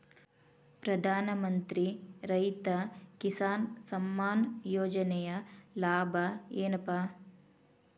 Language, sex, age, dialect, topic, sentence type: Kannada, female, 31-35, Dharwad Kannada, agriculture, question